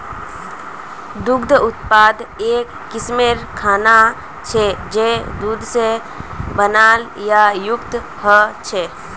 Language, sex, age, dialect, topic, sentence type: Magahi, female, 18-24, Northeastern/Surjapuri, agriculture, statement